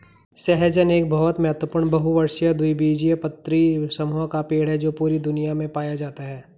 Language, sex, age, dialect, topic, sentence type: Hindi, male, 18-24, Garhwali, agriculture, statement